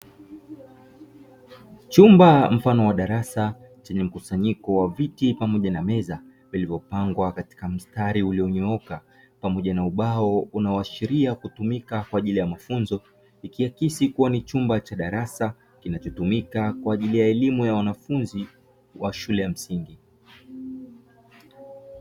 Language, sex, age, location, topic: Swahili, male, 25-35, Dar es Salaam, education